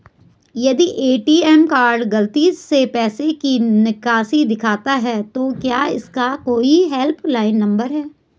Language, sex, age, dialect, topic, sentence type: Hindi, female, 41-45, Garhwali, banking, question